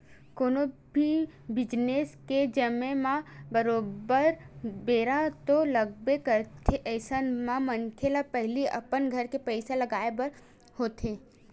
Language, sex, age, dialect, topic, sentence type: Chhattisgarhi, female, 18-24, Western/Budati/Khatahi, banking, statement